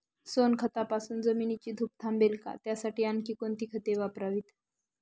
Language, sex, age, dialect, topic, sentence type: Marathi, female, 41-45, Northern Konkan, agriculture, question